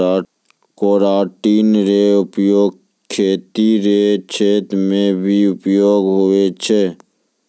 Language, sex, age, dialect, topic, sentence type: Maithili, male, 25-30, Angika, agriculture, statement